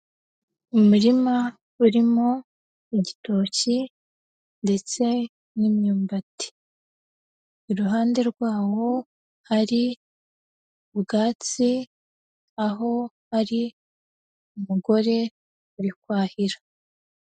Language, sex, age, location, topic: Kinyarwanda, female, 18-24, Huye, agriculture